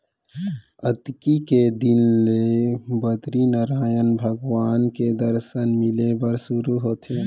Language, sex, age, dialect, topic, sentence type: Chhattisgarhi, male, 18-24, Central, agriculture, statement